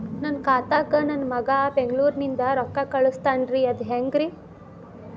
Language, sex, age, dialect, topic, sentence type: Kannada, female, 18-24, Dharwad Kannada, banking, question